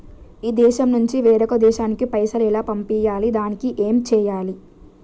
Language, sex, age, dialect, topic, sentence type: Telugu, female, 18-24, Telangana, banking, question